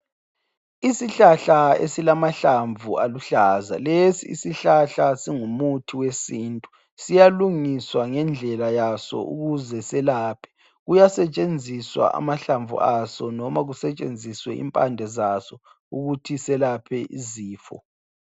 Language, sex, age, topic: North Ndebele, female, 18-24, health